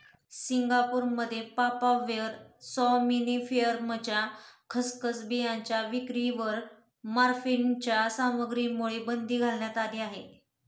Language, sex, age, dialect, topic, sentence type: Marathi, female, 25-30, Northern Konkan, agriculture, statement